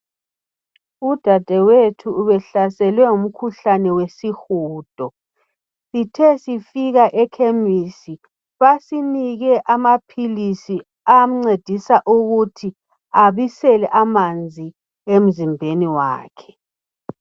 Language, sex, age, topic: North Ndebele, male, 18-24, health